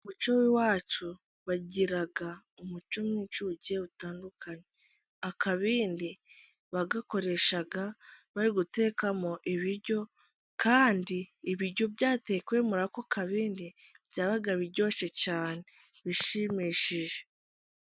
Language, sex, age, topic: Kinyarwanda, female, 18-24, government